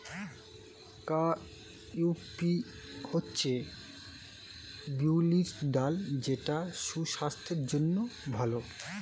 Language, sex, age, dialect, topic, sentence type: Bengali, male, 25-30, Standard Colloquial, agriculture, statement